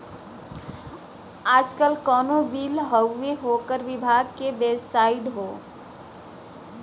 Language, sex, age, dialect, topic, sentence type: Bhojpuri, female, 18-24, Western, banking, statement